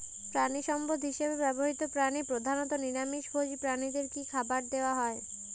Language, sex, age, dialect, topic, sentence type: Bengali, male, 18-24, Jharkhandi, agriculture, question